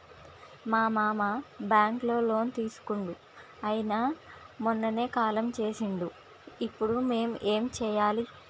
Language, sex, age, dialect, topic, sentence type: Telugu, female, 25-30, Telangana, banking, question